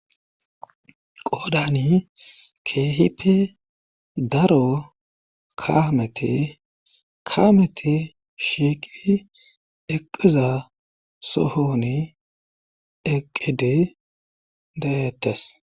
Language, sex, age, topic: Gamo, male, 36-49, government